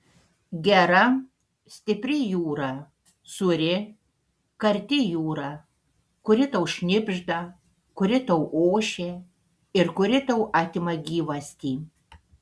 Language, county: Lithuanian, Panevėžys